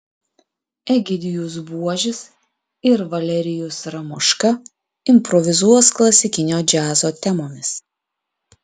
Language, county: Lithuanian, Klaipėda